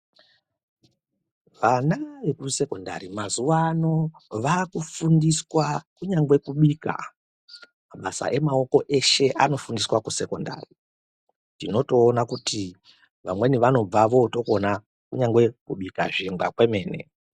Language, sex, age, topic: Ndau, female, 36-49, education